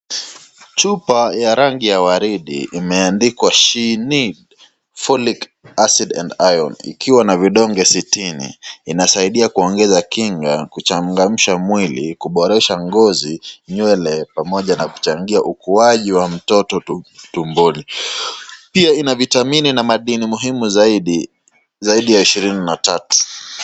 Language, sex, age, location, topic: Swahili, male, 25-35, Nakuru, health